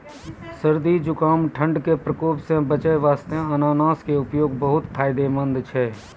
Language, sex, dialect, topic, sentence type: Maithili, male, Angika, agriculture, statement